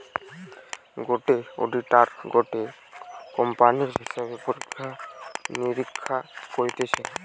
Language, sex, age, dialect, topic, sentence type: Bengali, male, 18-24, Western, banking, statement